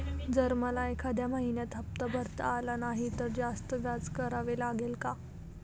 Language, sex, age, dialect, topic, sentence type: Marathi, female, 18-24, Northern Konkan, banking, question